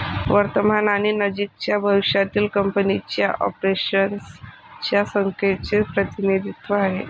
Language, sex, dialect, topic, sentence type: Marathi, female, Varhadi, banking, statement